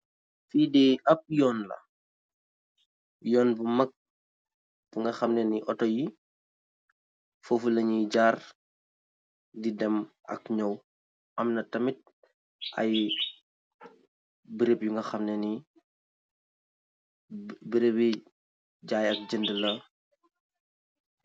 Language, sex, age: Wolof, male, 18-24